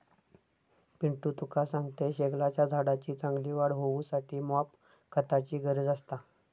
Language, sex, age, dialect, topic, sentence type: Marathi, male, 25-30, Southern Konkan, agriculture, statement